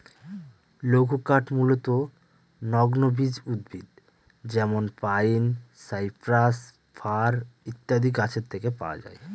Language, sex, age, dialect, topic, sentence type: Bengali, male, 25-30, Northern/Varendri, agriculture, statement